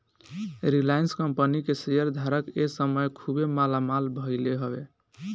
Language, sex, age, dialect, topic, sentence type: Bhojpuri, male, 18-24, Northern, banking, statement